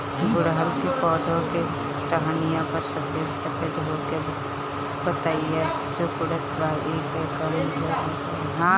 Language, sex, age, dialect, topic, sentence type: Bhojpuri, female, 25-30, Northern, agriculture, question